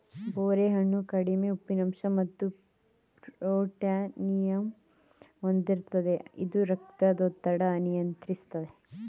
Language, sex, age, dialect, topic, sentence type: Kannada, female, 18-24, Mysore Kannada, agriculture, statement